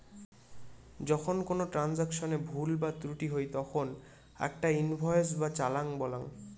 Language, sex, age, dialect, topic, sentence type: Bengali, male, 18-24, Rajbangshi, banking, statement